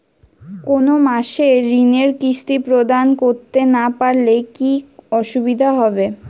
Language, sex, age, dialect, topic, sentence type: Bengali, female, 18-24, Western, banking, question